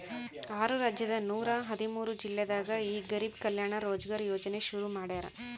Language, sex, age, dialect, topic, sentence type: Kannada, female, 31-35, Central, banking, statement